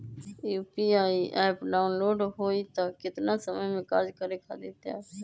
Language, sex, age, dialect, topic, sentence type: Magahi, female, 25-30, Western, banking, question